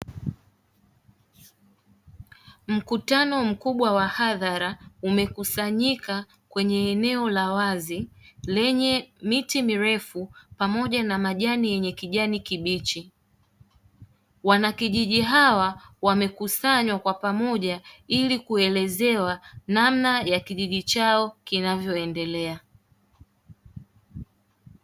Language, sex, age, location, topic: Swahili, female, 18-24, Dar es Salaam, education